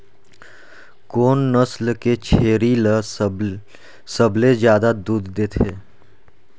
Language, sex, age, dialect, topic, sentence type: Chhattisgarhi, male, 31-35, Northern/Bhandar, agriculture, statement